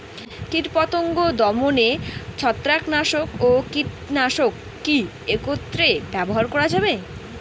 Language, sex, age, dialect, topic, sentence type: Bengali, female, 18-24, Rajbangshi, agriculture, question